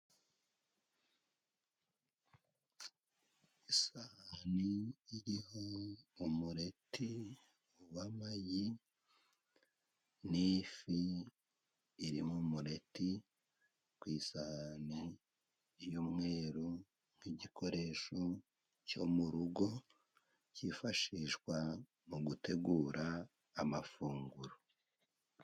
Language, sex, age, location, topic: Kinyarwanda, male, 36-49, Musanze, agriculture